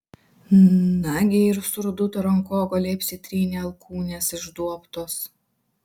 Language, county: Lithuanian, Vilnius